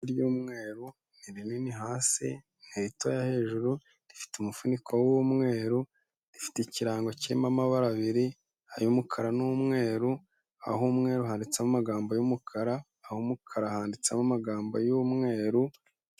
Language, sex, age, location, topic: Kinyarwanda, male, 25-35, Kigali, health